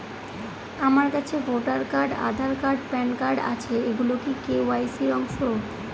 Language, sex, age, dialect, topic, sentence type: Bengali, female, 25-30, Northern/Varendri, banking, question